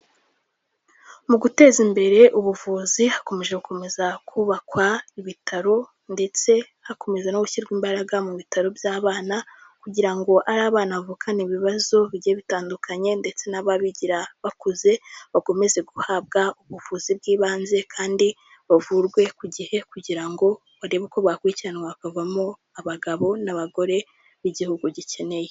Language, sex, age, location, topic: Kinyarwanda, female, 18-24, Kigali, health